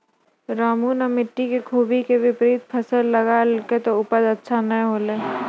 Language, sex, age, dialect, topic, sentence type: Maithili, female, 25-30, Angika, agriculture, statement